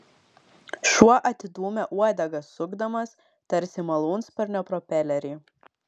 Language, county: Lithuanian, Vilnius